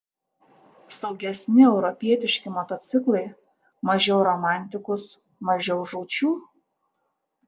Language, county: Lithuanian, Tauragė